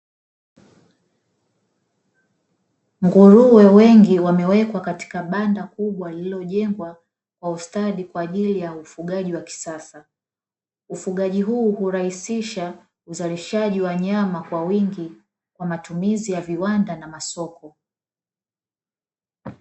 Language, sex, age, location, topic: Swahili, female, 25-35, Dar es Salaam, agriculture